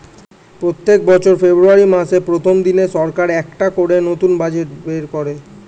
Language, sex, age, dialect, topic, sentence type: Bengali, male, 18-24, Standard Colloquial, banking, statement